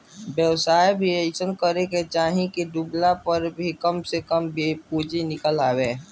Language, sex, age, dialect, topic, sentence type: Bhojpuri, male, <18, Northern, banking, statement